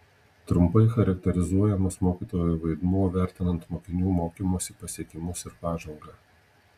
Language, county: Lithuanian, Telšiai